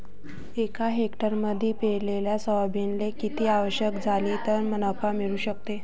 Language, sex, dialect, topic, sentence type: Marathi, female, Varhadi, agriculture, question